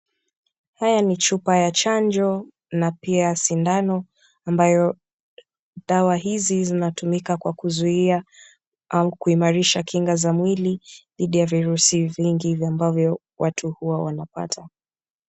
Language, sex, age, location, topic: Swahili, female, 25-35, Kisumu, health